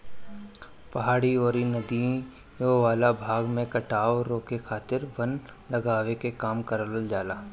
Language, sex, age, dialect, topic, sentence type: Bhojpuri, male, 18-24, Northern, agriculture, statement